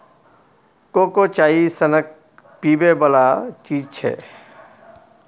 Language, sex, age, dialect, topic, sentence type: Maithili, male, 46-50, Bajjika, agriculture, statement